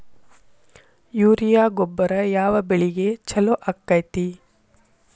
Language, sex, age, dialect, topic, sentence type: Kannada, female, 51-55, Dharwad Kannada, agriculture, question